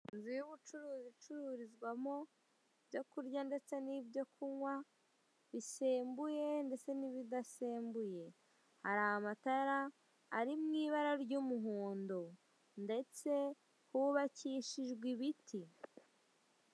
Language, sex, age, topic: Kinyarwanda, female, 18-24, finance